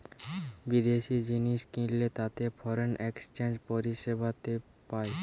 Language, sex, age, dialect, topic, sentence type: Bengali, male, <18, Western, banking, statement